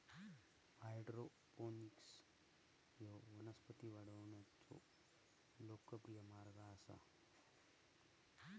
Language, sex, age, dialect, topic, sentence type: Marathi, male, 31-35, Southern Konkan, agriculture, statement